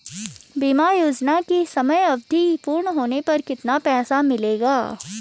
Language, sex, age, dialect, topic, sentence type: Hindi, female, 36-40, Garhwali, banking, question